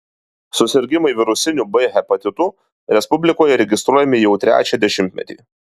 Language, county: Lithuanian, Alytus